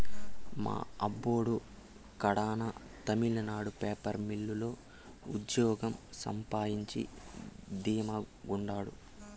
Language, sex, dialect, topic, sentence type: Telugu, male, Southern, agriculture, statement